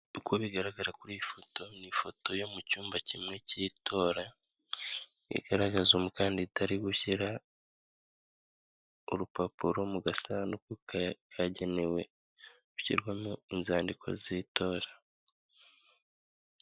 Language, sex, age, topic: Kinyarwanda, male, 25-35, government